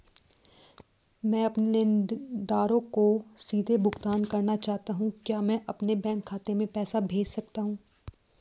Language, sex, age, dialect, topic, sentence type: Hindi, female, 18-24, Hindustani Malvi Khadi Boli, banking, question